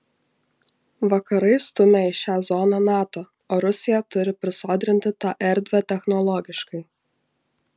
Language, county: Lithuanian, Šiauliai